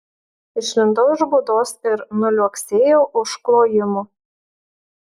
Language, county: Lithuanian, Marijampolė